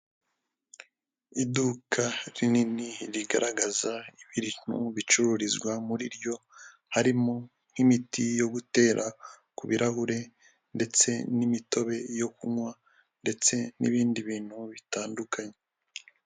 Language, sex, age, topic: Kinyarwanda, male, 25-35, finance